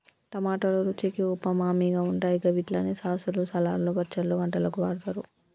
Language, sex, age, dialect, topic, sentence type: Telugu, female, 25-30, Telangana, agriculture, statement